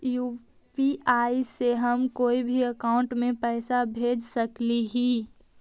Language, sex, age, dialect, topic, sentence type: Magahi, male, 18-24, Central/Standard, banking, question